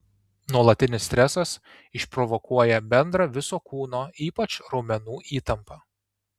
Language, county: Lithuanian, Tauragė